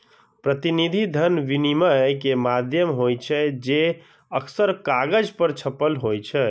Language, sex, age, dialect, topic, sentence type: Maithili, male, 60-100, Eastern / Thethi, banking, statement